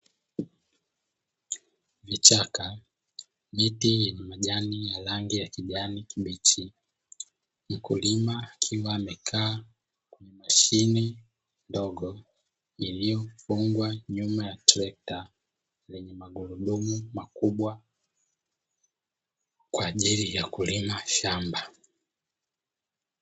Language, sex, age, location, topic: Swahili, male, 25-35, Dar es Salaam, agriculture